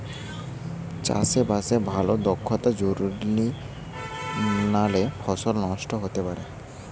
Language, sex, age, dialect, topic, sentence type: Bengali, male, 18-24, Western, agriculture, statement